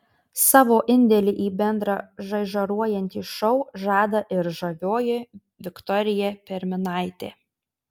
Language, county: Lithuanian, Tauragė